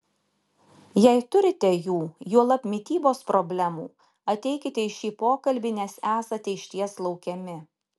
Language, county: Lithuanian, Šiauliai